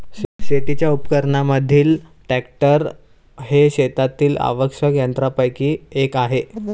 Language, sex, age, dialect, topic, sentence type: Marathi, male, 18-24, Varhadi, agriculture, statement